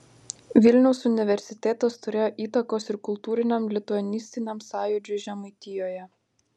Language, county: Lithuanian, Panevėžys